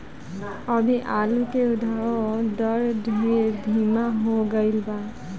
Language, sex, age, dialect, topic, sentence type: Bhojpuri, female, 18-24, Southern / Standard, agriculture, question